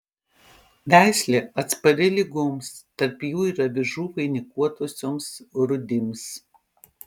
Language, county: Lithuanian, Panevėžys